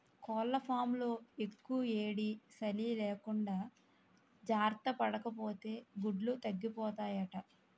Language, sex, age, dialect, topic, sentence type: Telugu, female, 18-24, Utterandhra, agriculture, statement